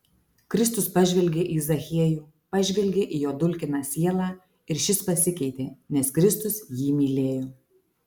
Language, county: Lithuanian, Alytus